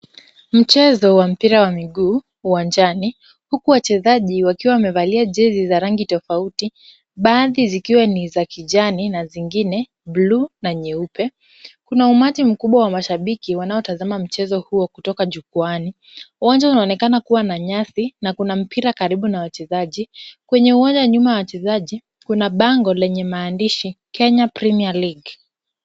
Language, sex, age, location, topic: Swahili, female, 18-24, Kisumu, government